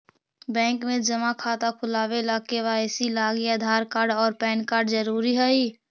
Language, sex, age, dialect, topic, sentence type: Magahi, female, 18-24, Central/Standard, banking, statement